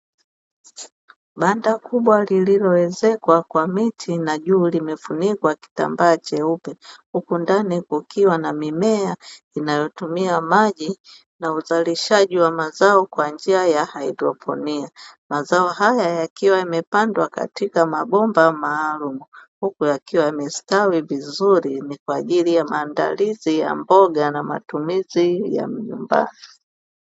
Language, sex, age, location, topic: Swahili, female, 25-35, Dar es Salaam, agriculture